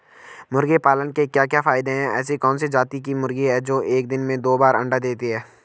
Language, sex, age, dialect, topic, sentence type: Hindi, male, 25-30, Garhwali, agriculture, question